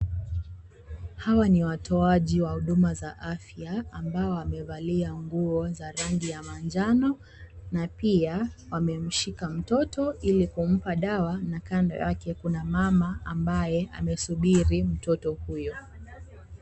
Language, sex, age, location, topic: Swahili, female, 18-24, Kisii, health